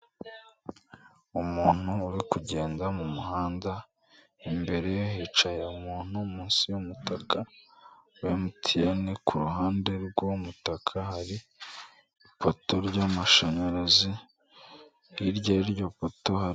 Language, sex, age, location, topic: Kinyarwanda, male, 18-24, Kigali, government